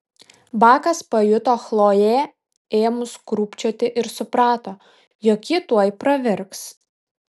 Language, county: Lithuanian, Vilnius